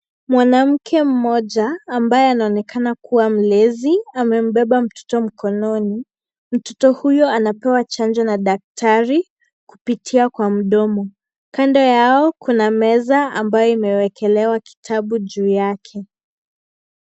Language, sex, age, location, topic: Swahili, female, 25-35, Kisii, health